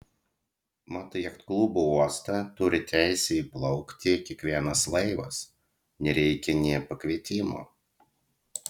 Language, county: Lithuanian, Utena